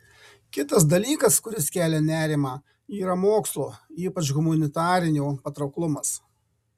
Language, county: Lithuanian, Marijampolė